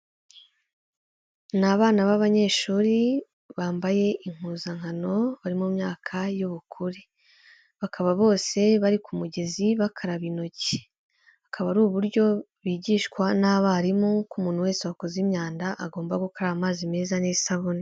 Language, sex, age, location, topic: Kinyarwanda, female, 18-24, Kigali, health